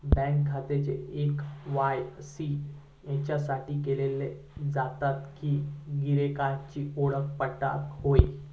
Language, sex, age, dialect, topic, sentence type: Marathi, male, 18-24, Southern Konkan, banking, statement